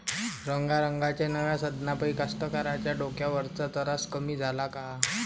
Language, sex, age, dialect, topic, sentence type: Marathi, male, 18-24, Varhadi, agriculture, question